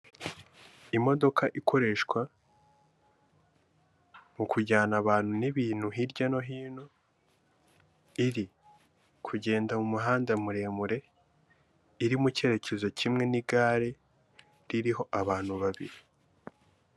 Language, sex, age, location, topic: Kinyarwanda, male, 18-24, Kigali, government